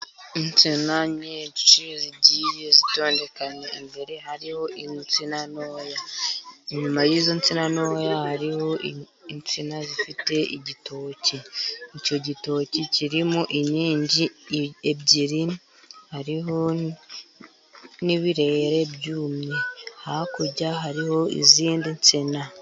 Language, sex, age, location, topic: Kinyarwanda, female, 50+, Musanze, agriculture